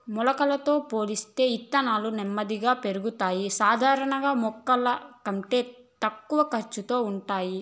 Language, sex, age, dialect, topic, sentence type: Telugu, female, 18-24, Southern, agriculture, statement